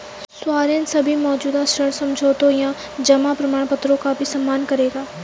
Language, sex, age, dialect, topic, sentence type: Hindi, female, 18-24, Kanauji Braj Bhasha, banking, statement